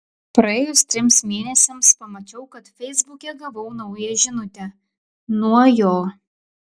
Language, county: Lithuanian, Klaipėda